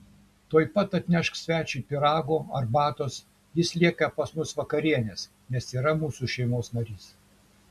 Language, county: Lithuanian, Kaunas